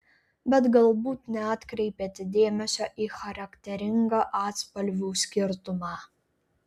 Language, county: Lithuanian, Klaipėda